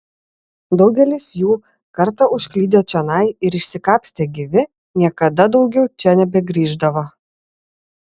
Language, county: Lithuanian, Vilnius